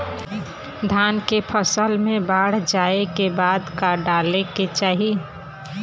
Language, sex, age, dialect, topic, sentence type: Bhojpuri, female, 25-30, Western, agriculture, question